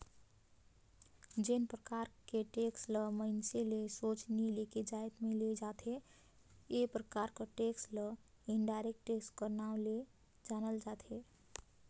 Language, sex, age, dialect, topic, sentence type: Chhattisgarhi, female, 18-24, Northern/Bhandar, banking, statement